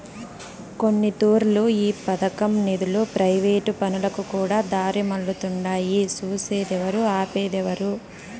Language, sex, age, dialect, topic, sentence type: Telugu, female, 18-24, Southern, banking, statement